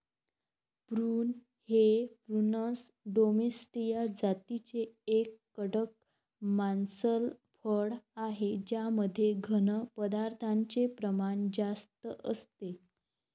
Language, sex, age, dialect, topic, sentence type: Marathi, female, 25-30, Varhadi, agriculture, statement